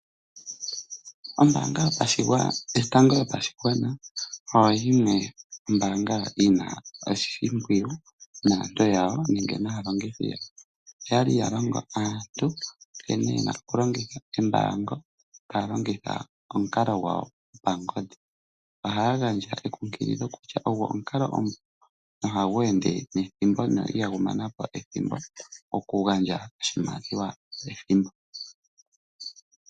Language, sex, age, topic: Oshiwambo, male, 25-35, finance